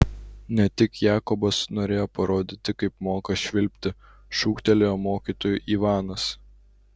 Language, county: Lithuanian, Utena